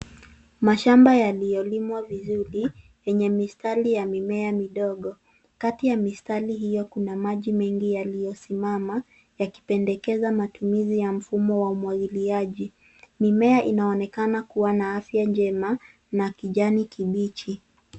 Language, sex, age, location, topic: Swahili, female, 18-24, Nairobi, agriculture